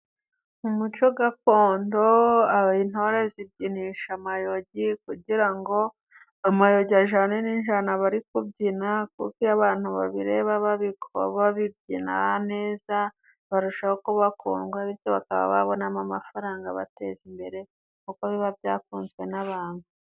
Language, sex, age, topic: Kinyarwanda, female, 25-35, government